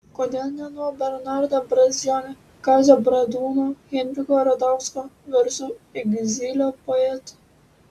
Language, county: Lithuanian, Utena